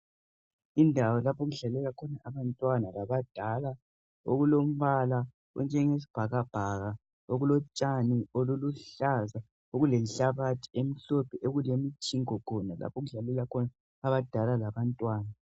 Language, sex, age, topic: North Ndebele, male, 18-24, education